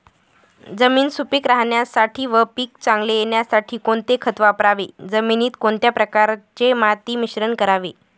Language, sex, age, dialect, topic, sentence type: Marathi, female, 18-24, Northern Konkan, agriculture, question